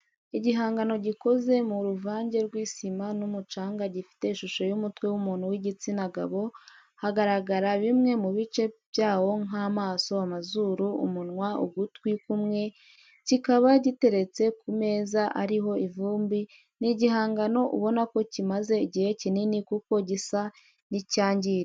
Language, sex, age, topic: Kinyarwanda, female, 25-35, education